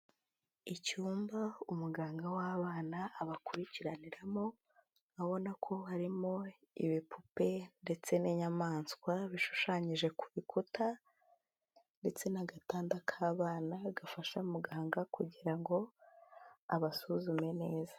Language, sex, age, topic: Kinyarwanda, female, 18-24, health